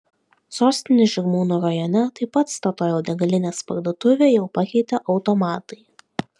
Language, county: Lithuanian, Vilnius